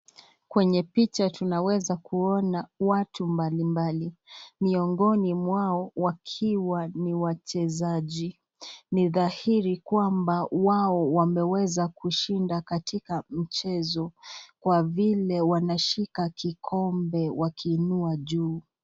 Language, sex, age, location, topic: Swahili, female, 25-35, Nakuru, government